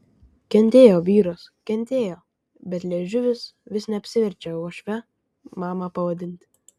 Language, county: Lithuanian, Kaunas